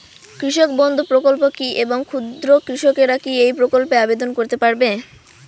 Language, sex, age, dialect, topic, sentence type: Bengali, female, 18-24, Rajbangshi, agriculture, question